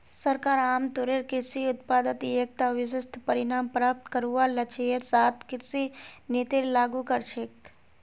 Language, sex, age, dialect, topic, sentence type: Magahi, male, 18-24, Northeastern/Surjapuri, agriculture, statement